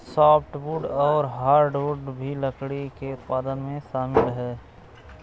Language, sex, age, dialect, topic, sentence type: Hindi, male, 18-24, Awadhi Bundeli, agriculture, statement